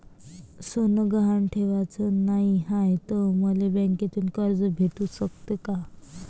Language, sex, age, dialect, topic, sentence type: Marathi, female, 25-30, Varhadi, banking, question